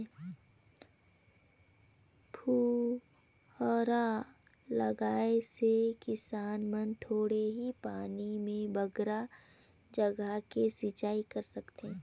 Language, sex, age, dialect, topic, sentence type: Chhattisgarhi, female, 18-24, Northern/Bhandar, agriculture, statement